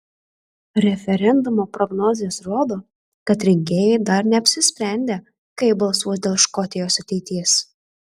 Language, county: Lithuanian, Alytus